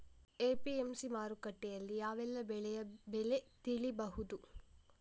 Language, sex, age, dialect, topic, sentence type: Kannada, female, 56-60, Coastal/Dakshin, agriculture, question